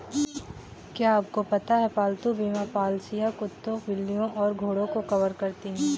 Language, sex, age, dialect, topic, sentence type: Hindi, female, 18-24, Kanauji Braj Bhasha, banking, statement